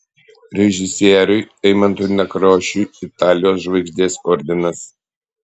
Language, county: Lithuanian, Panevėžys